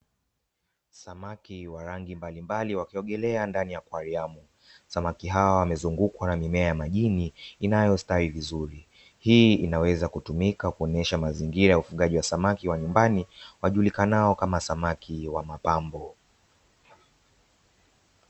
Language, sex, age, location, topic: Swahili, male, 25-35, Dar es Salaam, agriculture